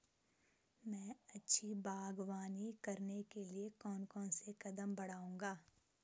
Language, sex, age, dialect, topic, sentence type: Hindi, female, 25-30, Garhwali, agriculture, question